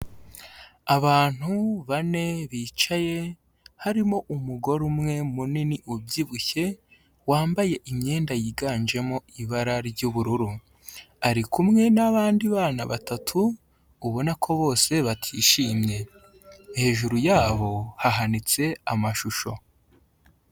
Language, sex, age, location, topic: Kinyarwanda, male, 18-24, Huye, health